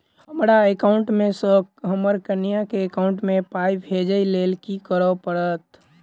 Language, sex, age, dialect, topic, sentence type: Maithili, male, 18-24, Southern/Standard, banking, question